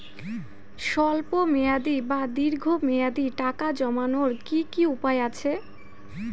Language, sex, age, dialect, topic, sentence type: Bengali, female, 18-24, Rajbangshi, banking, question